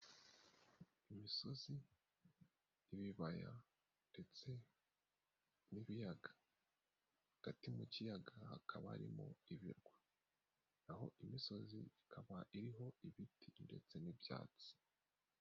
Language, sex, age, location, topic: Kinyarwanda, male, 18-24, Nyagatare, agriculture